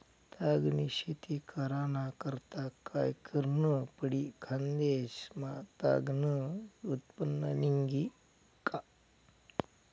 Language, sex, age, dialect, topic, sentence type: Marathi, male, 51-55, Northern Konkan, agriculture, statement